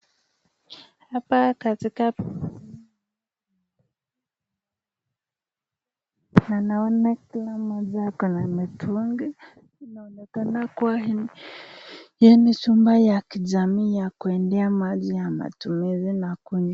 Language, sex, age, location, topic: Swahili, female, 18-24, Nakuru, health